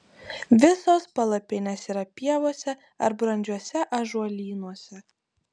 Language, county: Lithuanian, Utena